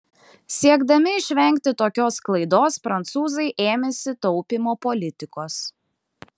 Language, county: Lithuanian, Klaipėda